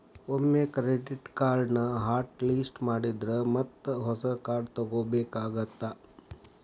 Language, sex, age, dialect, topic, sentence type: Kannada, male, 60-100, Dharwad Kannada, banking, statement